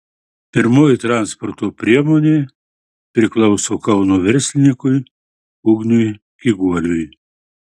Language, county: Lithuanian, Marijampolė